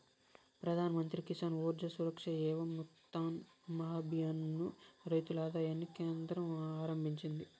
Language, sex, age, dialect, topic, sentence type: Telugu, male, 41-45, Southern, agriculture, statement